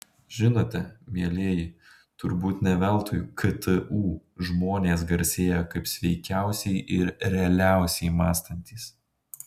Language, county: Lithuanian, Panevėžys